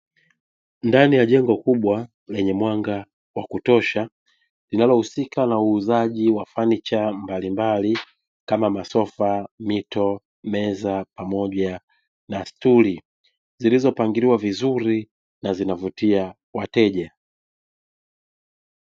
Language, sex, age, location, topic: Swahili, male, 18-24, Dar es Salaam, finance